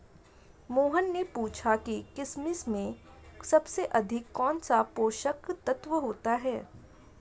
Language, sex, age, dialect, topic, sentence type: Hindi, female, 25-30, Hindustani Malvi Khadi Boli, agriculture, statement